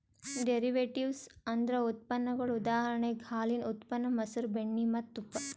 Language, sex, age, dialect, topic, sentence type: Kannada, female, 18-24, Northeastern, banking, statement